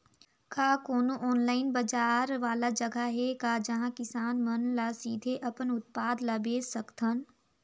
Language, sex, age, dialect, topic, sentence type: Chhattisgarhi, female, 18-24, Northern/Bhandar, agriculture, statement